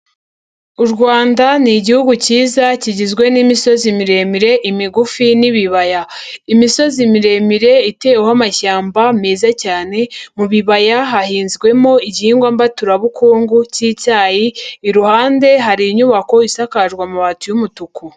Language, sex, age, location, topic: Kinyarwanda, female, 50+, Nyagatare, agriculture